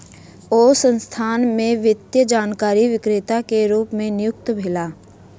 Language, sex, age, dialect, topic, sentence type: Maithili, female, 46-50, Southern/Standard, banking, statement